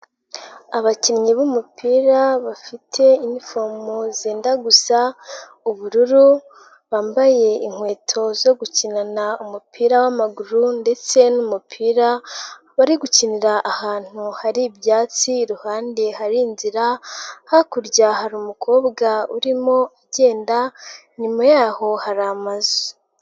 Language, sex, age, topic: Kinyarwanda, female, 18-24, government